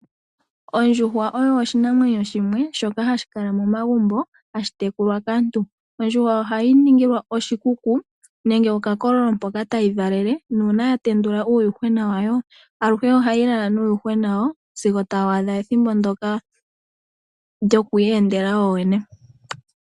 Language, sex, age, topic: Oshiwambo, female, 18-24, agriculture